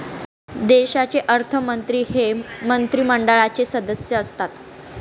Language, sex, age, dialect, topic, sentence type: Marathi, female, 18-24, Northern Konkan, banking, statement